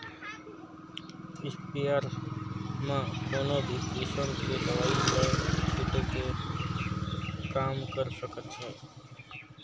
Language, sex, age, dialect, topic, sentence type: Chhattisgarhi, male, 60-100, Northern/Bhandar, agriculture, statement